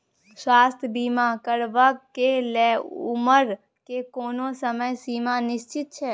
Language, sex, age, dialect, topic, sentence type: Maithili, female, 18-24, Bajjika, banking, question